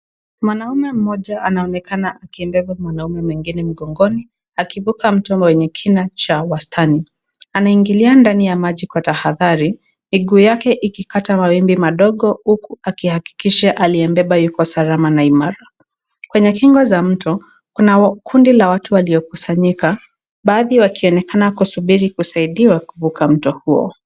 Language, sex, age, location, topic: Swahili, female, 18-24, Nakuru, health